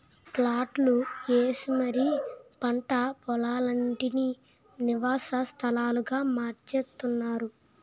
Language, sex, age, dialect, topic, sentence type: Telugu, male, 25-30, Utterandhra, banking, statement